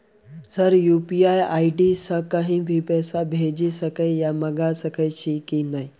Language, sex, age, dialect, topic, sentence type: Maithili, male, 18-24, Southern/Standard, banking, question